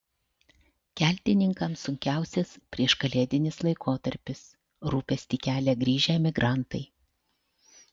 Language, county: Lithuanian, Alytus